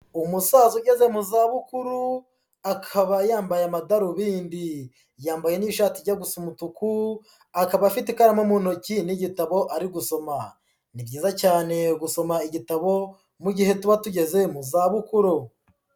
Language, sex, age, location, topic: Kinyarwanda, female, 18-24, Huye, health